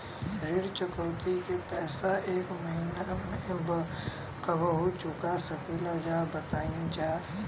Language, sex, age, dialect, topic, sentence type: Bhojpuri, male, 31-35, Western, banking, question